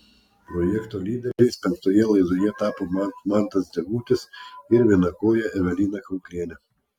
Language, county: Lithuanian, Klaipėda